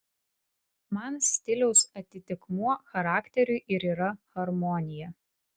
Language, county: Lithuanian, Vilnius